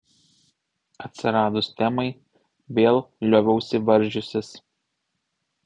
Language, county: Lithuanian, Vilnius